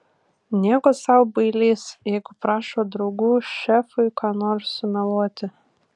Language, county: Lithuanian, Vilnius